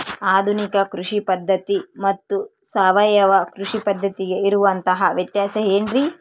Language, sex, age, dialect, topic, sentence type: Kannada, female, 18-24, Central, agriculture, question